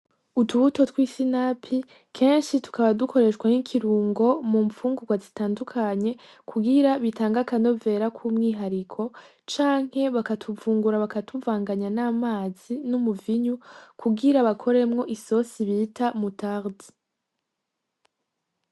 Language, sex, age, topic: Rundi, female, 18-24, agriculture